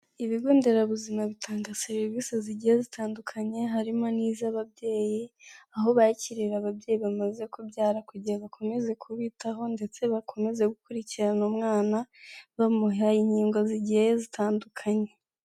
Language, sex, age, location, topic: Kinyarwanda, female, 18-24, Kigali, health